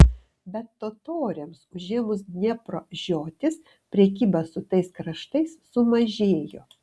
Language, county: Lithuanian, Kaunas